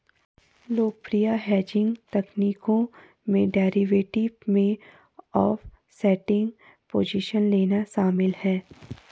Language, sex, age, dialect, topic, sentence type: Hindi, female, 51-55, Garhwali, banking, statement